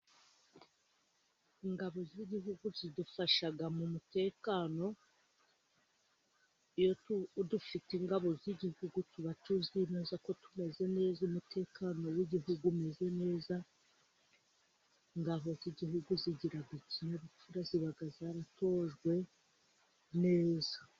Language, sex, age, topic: Kinyarwanda, female, 25-35, government